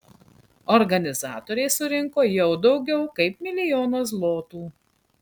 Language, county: Lithuanian, Klaipėda